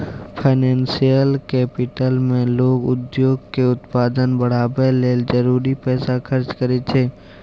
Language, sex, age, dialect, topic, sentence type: Maithili, male, 18-24, Bajjika, banking, statement